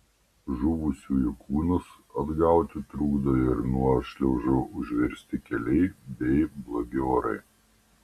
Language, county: Lithuanian, Panevėžys